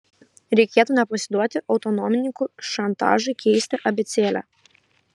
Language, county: Lithuanian, Kaunas